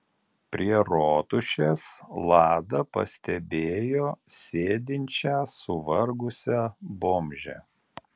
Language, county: Lithuanian, Alytus